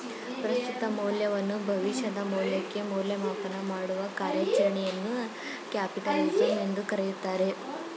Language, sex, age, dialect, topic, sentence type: Kannada, female, 18-24, Mysore Kannada, banking, statement